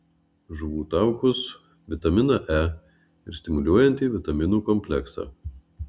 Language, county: Lithuanian, Marijampolė